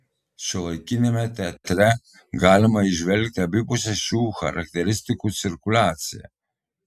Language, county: Lithuanian, Telšiai